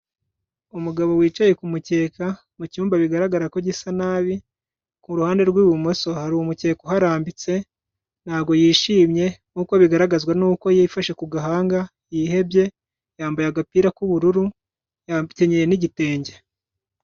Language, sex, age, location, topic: Kinyarwanda, male, 25-35, Kigali, health